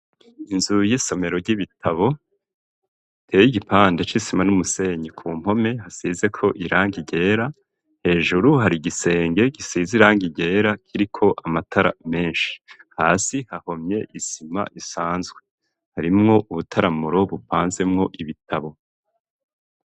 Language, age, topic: Rundi, 50+, education